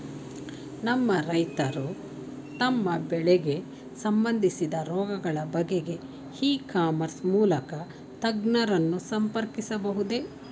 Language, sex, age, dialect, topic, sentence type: Kannada, female, 46-50, Mysore Kannada, agriculture, question